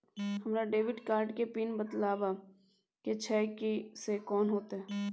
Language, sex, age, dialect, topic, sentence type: Maithili, female, 18-24, Bajjika, banking, question